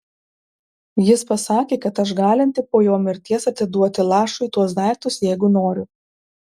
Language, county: Lithuanian, Marijampolė